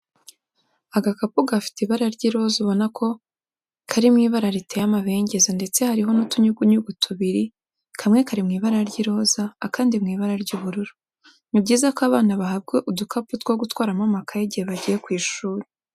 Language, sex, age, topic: Kinyarwanda, female, 18-24, education